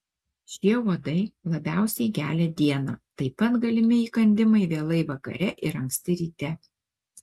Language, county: Lithuanian, Alytus